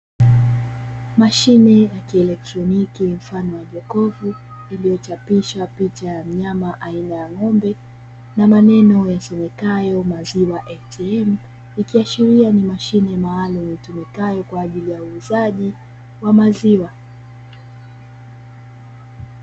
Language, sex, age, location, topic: Swahili, female, 25-35, Dar es Salaam, finance